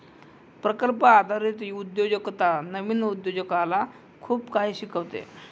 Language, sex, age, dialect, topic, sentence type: Marathi, male, 18-24, Northern Konkan, banking, statement